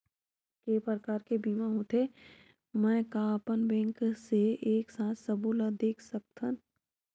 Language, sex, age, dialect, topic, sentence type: Chhattisgarhi, female, 18-24, Western/Budati/Khatahi, banking, question